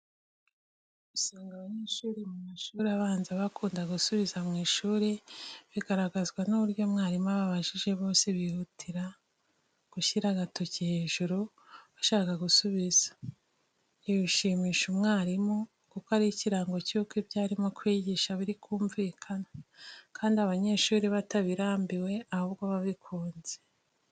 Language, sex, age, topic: Kinyarwanda, female, 25-35, education